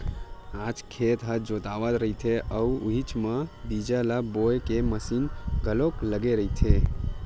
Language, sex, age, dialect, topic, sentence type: Chhattisgarhi, male, 25-30, Western/Budati/Khatahi, agriculture, statement